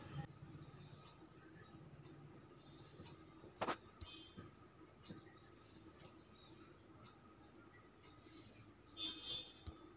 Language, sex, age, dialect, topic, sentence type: Kannada, female, 25-30, Mysore Kannada, agriculture, statement